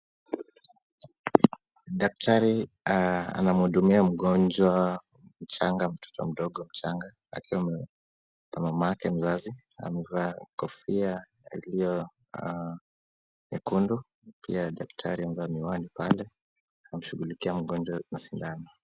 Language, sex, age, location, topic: Swahili, male, 25-35, Kisumu, health